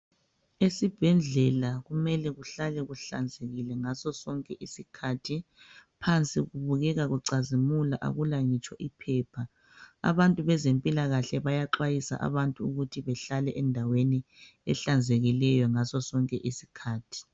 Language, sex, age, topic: North Ndebele, female, 36-49, health